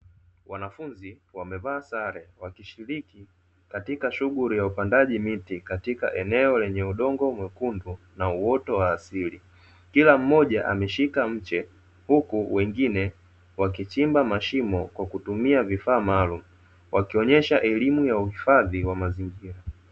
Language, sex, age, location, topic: Swahili, male, 25-35, Dar es Salaam, health